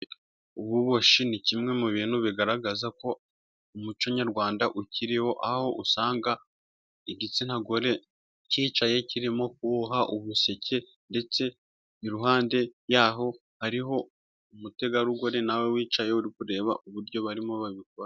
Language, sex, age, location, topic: Kinyarwanda, male, 25-35, Musanze, government